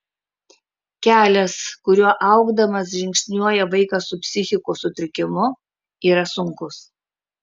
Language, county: Lithuanian, Kaunas